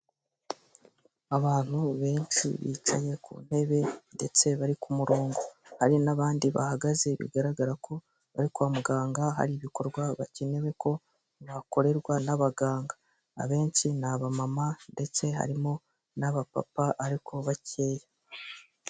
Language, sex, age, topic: Kinyarwanda, male, 18-24, government